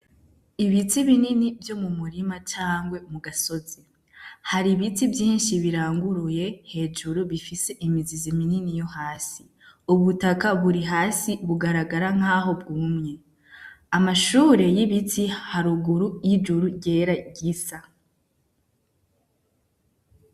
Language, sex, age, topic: Rundi, female, 18-24, agriculture